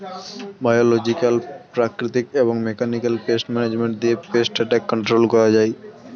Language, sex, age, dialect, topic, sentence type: Bengali, male, 18-24, Standard Colloquial, agriculture, statement